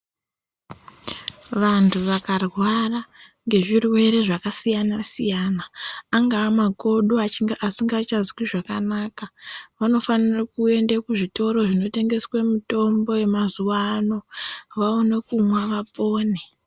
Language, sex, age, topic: Ndau, female, 18-24, health